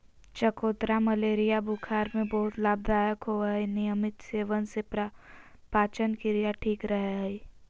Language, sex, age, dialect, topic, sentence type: Magahi, female, 25-30, Southern, agriculture, statement